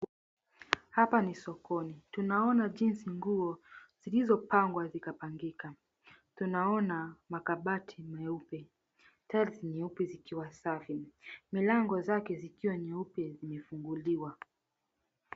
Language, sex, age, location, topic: Swahili, female, 25-35, Mombasa, government